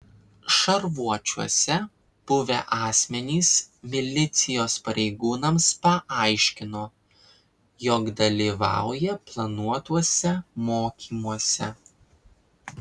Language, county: Lithuanian, Vilnius